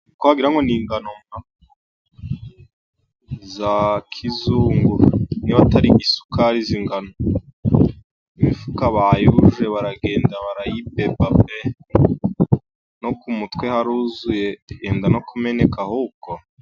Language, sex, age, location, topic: Kinyarwanda, male, 18-24, Musanze, agriculture